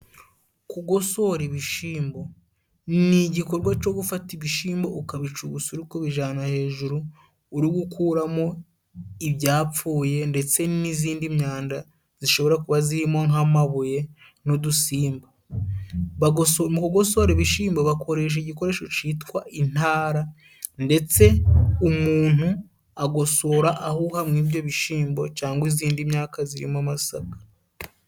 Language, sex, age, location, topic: Kinyarwanda, male, 18-24, Musanze, government